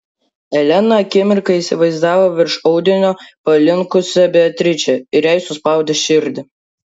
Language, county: Lithuanian, Klaipėda